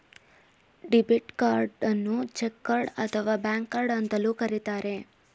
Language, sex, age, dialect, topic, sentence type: Kannada, male, 18-24, Mysore Kannada, banking, statement